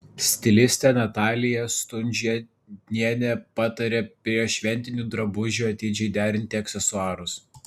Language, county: Lithuanian, Vilnius